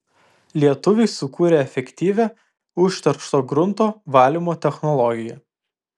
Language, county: Lithuanian, Vilnius